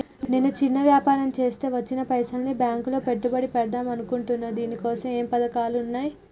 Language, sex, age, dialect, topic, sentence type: Telugu, female, 18-24, Telangana, banking, question